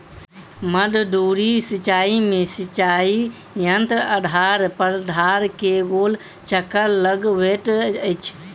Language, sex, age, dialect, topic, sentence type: Maithili, male, 18-24, Southern/Standard, agriculture, statement